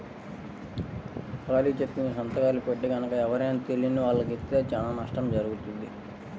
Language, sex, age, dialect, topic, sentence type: Telugu, male, 18-24, Central/Coastal, banking, statement